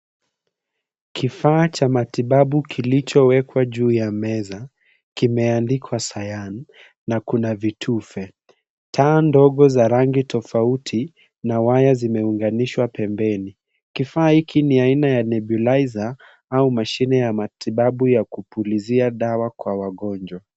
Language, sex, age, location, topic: Swahili, male, 25-35, Nairobi, health